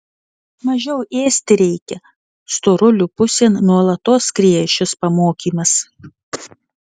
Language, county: Lithuanian, Vilnius